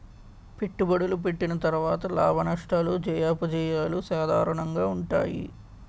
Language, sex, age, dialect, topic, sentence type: Telugu, male, 18-24, Utterandhra, banking, statement